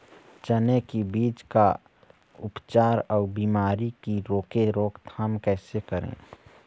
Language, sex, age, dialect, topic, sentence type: Chhattisgarhi, male, 31-35, Eastern, agriculture, question